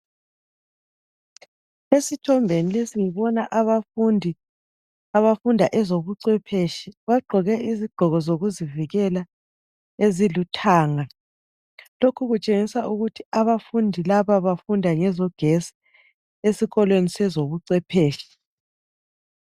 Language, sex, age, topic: North Ndebele, female, 36-49, education